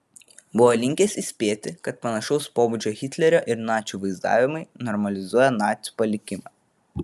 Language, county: Lithuanian, Vilnius